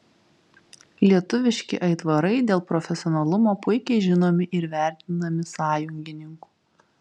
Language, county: Lithuanian, Kaunas